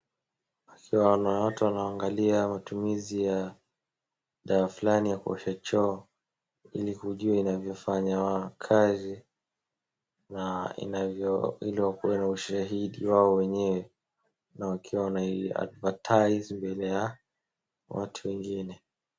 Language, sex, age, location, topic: Swahili, male, 18-24, Wajir, health